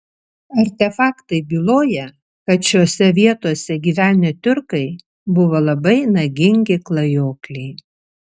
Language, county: Lithuanian, Vilnius